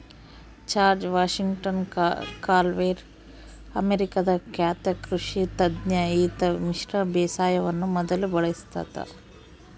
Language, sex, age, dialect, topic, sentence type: Kannada, female, 25-30, Central, agriculture, statement